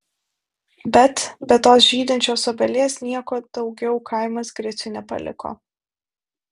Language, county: Lithuanian, Vilnius